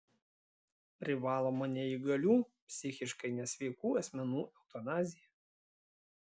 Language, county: Lithuanian, Klaipėda